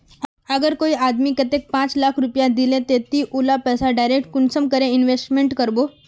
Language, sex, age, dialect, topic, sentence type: Magahi, female, 41-45, Northeastern/Surjapuri, banking, question